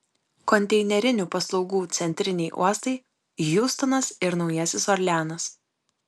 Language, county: Lithuanian, Kaunas